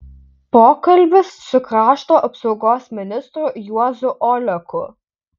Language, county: Lithuanian, Utena